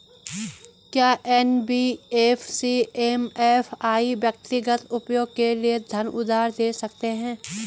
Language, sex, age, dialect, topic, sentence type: Hindi, female, 25-30, Garhwali, banking, question